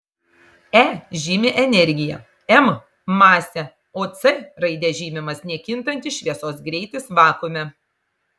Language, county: Lithuanian, Marijampolė